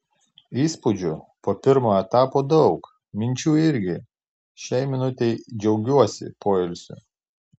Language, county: Lithuanian, Tauragė